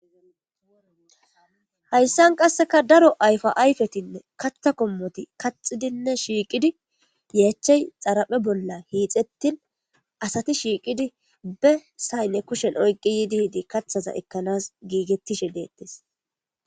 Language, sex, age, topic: Gamo, female, 25-35, government